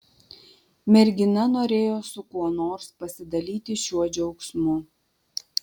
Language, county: Lithuanian, Vilnius